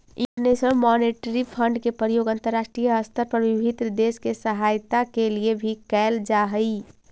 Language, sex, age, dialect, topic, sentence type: Magahi, female, 18-24, Central/Standard, agriculture, statement